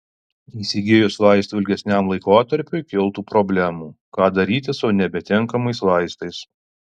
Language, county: Lithuanian, Alytus